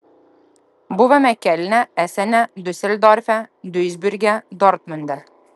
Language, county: Lithuanian, Klaipėda